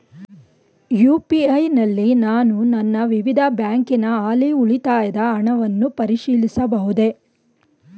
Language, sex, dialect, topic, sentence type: Kannada, female, Mysore Kannada, banking, question